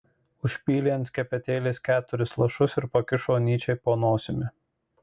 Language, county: Lithuanian, Marijampolė